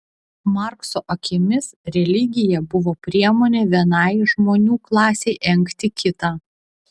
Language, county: Lithuanian, Vilnius